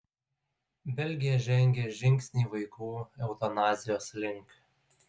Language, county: Lithuanian, Utena